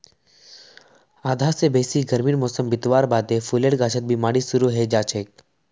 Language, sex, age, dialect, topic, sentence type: Magahi, male, 18-24, Northeastern/Surjapuri, agriculture, statement